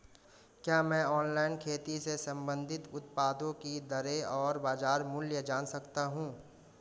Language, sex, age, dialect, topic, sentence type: Hindi, male, 25-30, Marwari Dhudhari, agriculture, question